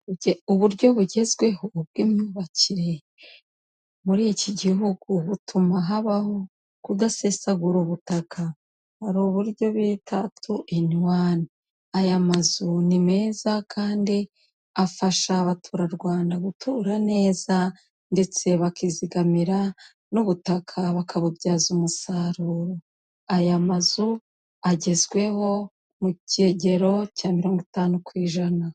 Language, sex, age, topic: Kinyarwanda, female, 36-49, government